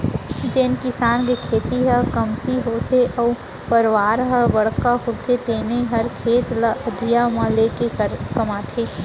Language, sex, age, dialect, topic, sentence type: Chhattisgarhi, male, 60-100, Central, agriculture, statement